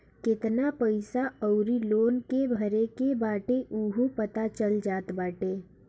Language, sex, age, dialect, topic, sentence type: Bhojpuri, female, <18, Northern, banking, statement